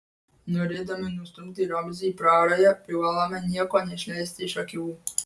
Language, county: Lithuanian, Vilnius